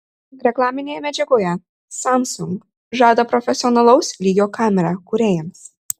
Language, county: Lithuanian, Marijampolė